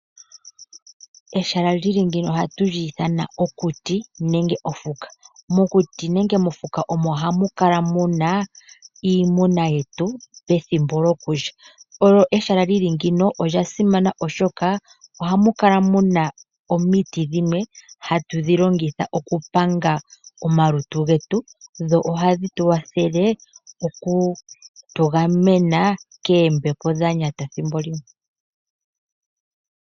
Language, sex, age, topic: Oshiwambo, female, 25-35, agriculture